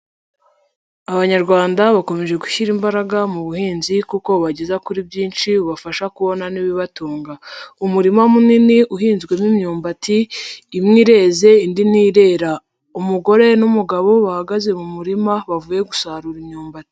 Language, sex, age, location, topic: Kinyarwanda, male, 50+, Nyagatare, agriculture